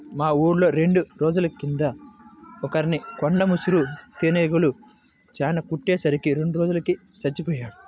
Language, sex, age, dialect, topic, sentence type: Telugu, male, 18-24, Central/Coastal, agriculture, statement